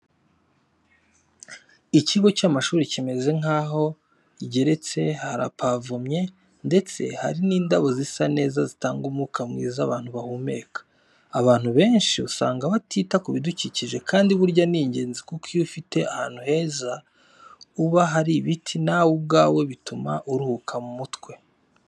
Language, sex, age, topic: Kinyarwanda, male, 25-35, education